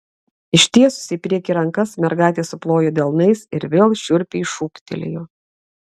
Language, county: Lithuanian, Klaipėda